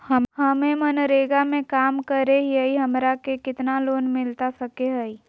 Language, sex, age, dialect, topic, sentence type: Magahi, female, 41-45, Southern, banking, question